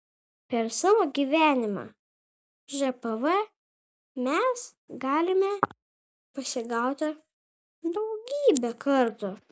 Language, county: Lithuanian, Vilnius